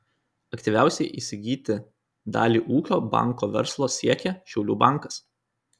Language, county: Lithuanian, Kaunas